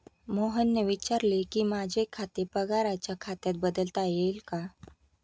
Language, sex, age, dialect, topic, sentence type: Marathi, female, 31-35, Standard Marathi, banking, statement